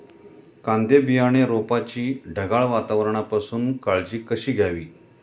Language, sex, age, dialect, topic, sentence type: Marathi, male, 51-55, Standard Marathi, agriculture, question